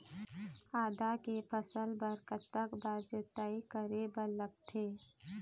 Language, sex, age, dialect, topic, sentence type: Chhattisgarhi, female, 25-30, Eastern, agriculture, question